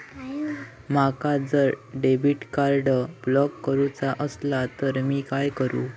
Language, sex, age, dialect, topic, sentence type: Marathi, male, 18-24, Southern Konkan, banking, question